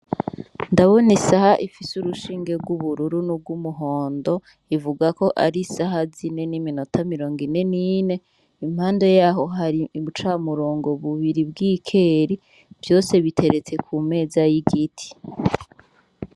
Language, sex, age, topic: Rundi, female, 36-49, education